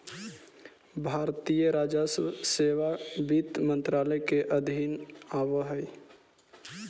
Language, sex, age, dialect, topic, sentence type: Magahi, male, 18-24, Central/Standard, agriculture, statement